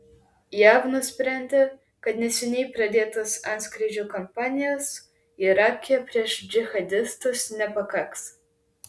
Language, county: Lithuanian, Klaipėda